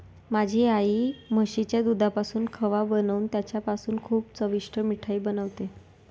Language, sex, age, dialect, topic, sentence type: Marathi, female, 25-30, Northern Konkan, agriculture, statement